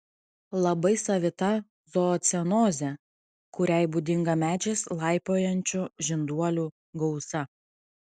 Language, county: Lithuanian, Kaunas